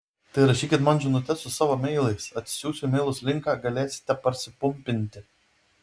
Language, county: Lithuanian, Vilnius